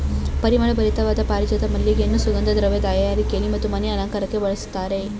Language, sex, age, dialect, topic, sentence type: Kannada, female, 25-30, Mysore Kannada, agriculture, statement